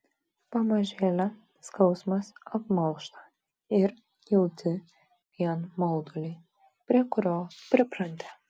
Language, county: Lithuanian, Vilnius